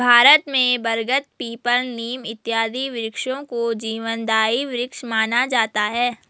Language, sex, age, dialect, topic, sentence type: Hindi, female, 18-24, Garhwali, agriculture, statement